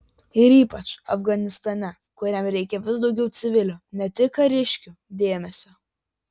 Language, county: Lithuanian, Vilnius